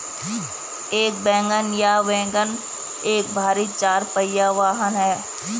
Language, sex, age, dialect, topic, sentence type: Hindi, female, 31-35, Garhwali, agriculture, statement